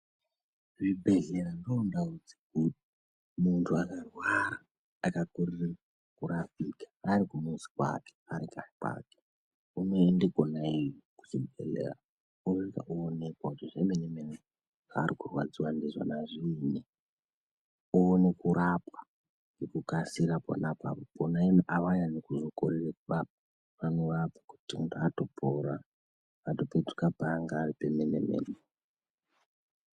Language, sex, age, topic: Ndau, male, 18-24, health